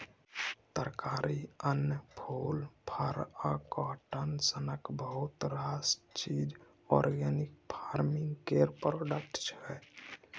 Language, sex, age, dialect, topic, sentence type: Maithili, male, 18-24, Bajjika, agriculture, statement